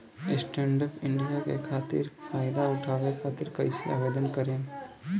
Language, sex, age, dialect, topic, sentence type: Bhojpuri, male, 18-24, Southern / Standard, banking, question